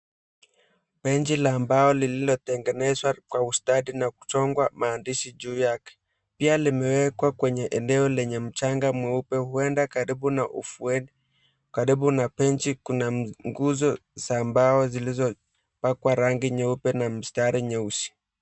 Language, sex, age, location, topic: Swahili, male, 18-24, Mombasa, government